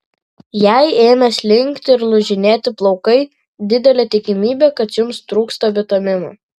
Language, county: Lithuanian, Vilnius